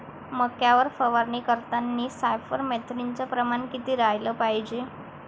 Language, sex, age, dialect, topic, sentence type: Marathi, female, 18-24, Varhadi, agriculture, question